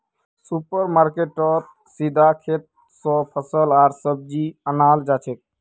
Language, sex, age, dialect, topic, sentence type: Magahi, male, 60-100, Northeastern/Surjapuri, agriculture, statement